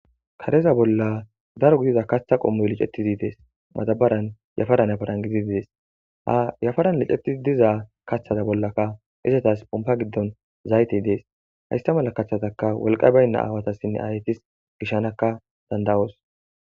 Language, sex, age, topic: Gamo, female, 25-35, government